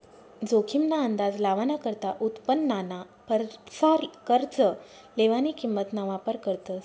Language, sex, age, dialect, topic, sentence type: Marathi, female, 18-24, Northern Konkan, banking, statement